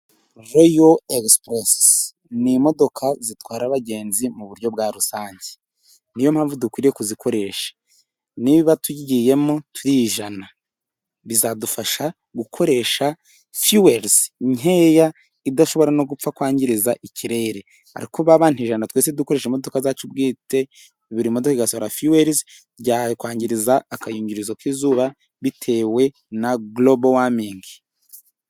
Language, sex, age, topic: Kinyarwanda, male, 18-24, government